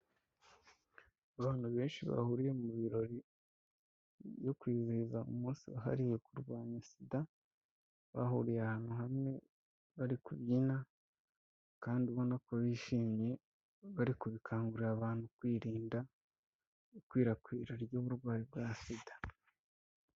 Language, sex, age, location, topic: Kinyarwanda, female, 25-35, Kigali, health